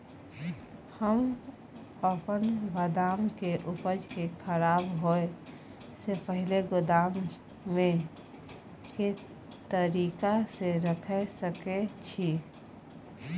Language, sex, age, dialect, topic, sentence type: Maithili, female, 31-35, Bajjika, agriculture, question